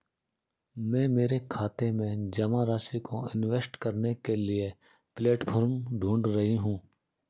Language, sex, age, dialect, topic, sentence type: Hindi, male, 31-35, Marwari Dhudhari, banking, statement